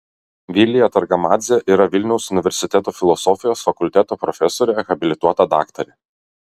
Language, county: Lithuanian, Kaunas